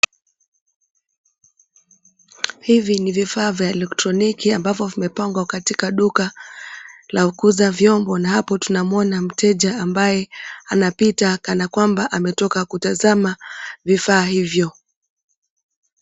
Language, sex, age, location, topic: Swahili, female, 25-35, Mombasa, government